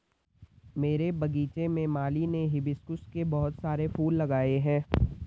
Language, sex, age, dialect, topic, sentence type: Hindi, male, 18-24, Garhwali, agriculture, statement